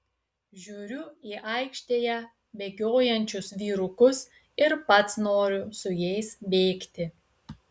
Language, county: Lithuanian, Utena